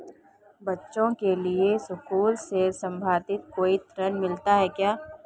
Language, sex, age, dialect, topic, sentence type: Hindi, female, 25-30, Marwari Dhudhari, banking, question